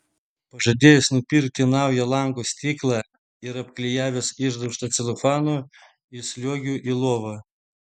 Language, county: Lithuanian, Vilnius